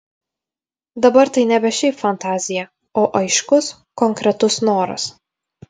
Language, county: Lithuanian, Vilnius